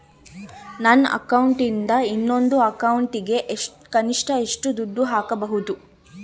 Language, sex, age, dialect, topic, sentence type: Kannada, female, 18-24, Central, banking, question